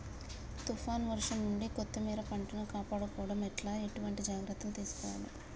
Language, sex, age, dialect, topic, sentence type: Telugu, female, 25-30, Telangana, agriculture, question